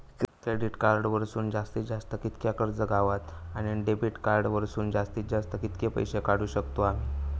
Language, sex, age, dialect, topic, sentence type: Marathi, male, 18-24, Southern Konkan, banking, question